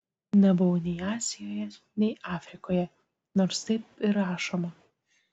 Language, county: Lithuanian, Tauragė